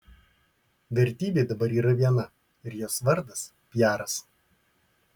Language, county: Lithuanian, Marijampolė